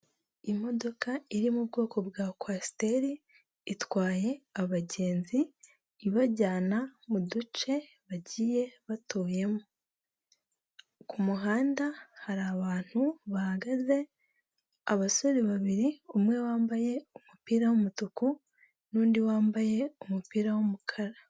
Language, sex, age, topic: Kinyarwanda, female, 18-24, government